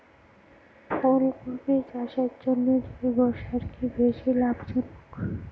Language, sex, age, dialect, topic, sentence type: Bengali, female, 18-24, Northern/Varendri, agriculture, question